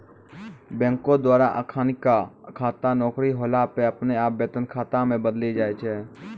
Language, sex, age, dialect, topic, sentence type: Maithili, male, 18-24, Angika, banking, statement